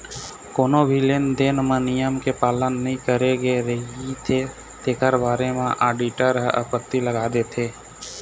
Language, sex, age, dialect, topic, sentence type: Chhattisgarhi, male, 25-30, Eastern, banking, statement